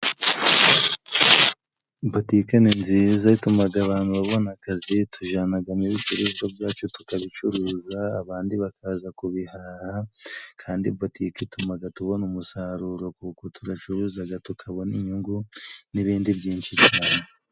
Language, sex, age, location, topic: Kinyarwanda, male, 25-35, Musanze, finance